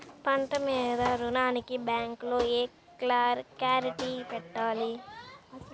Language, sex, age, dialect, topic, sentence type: Telugu, male, 18-24, Central/Coastal, banking, question